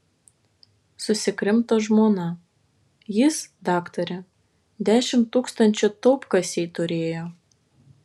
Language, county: Lithuanian, Vilnius